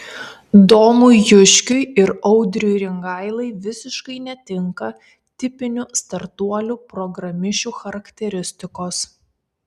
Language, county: Lithuanian, Kaunas